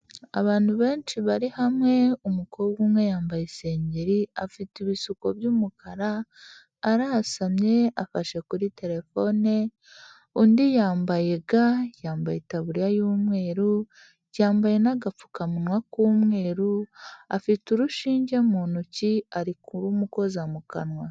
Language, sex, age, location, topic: Kinyarwanda, female, 25-35, Huye, health